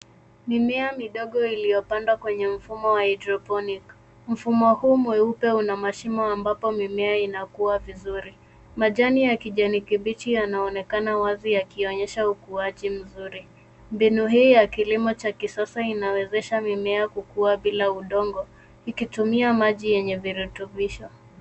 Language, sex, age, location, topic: Swahili, female, 25-35, Nairobi, agriculture